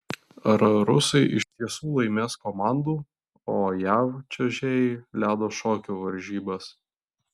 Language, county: Lithuanian, Vilnius